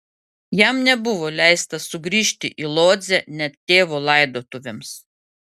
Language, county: Lithuanian, Klaipėda